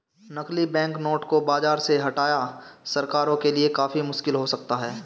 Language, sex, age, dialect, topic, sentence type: Hindi, male, 18-24, Marwari Dhudhari, banking, statement